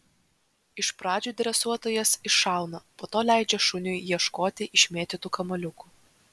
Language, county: Lithuanian, Vilnius